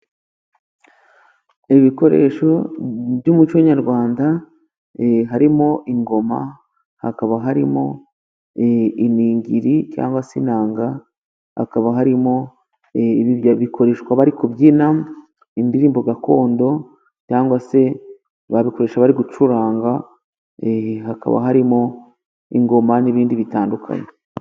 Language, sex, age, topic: Kinyarwanda, female, 36-49, government